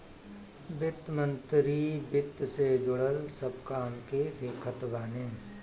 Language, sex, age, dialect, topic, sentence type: Bhojpuri, male, 36-40, Northern, banking, statement